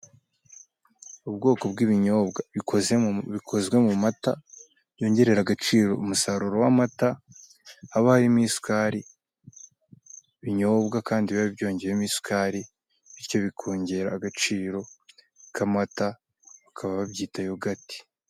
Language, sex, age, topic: Kinyarwanda, male, 18-24, finance